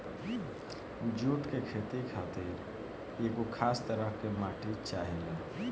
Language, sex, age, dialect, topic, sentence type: Bhojpuri, male, 18-24, Southern / Standard, agriculture, statement